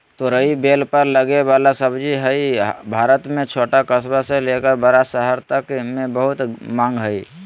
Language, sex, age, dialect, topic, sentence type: Magahi, male, 36-40, Southern, agriculture, statement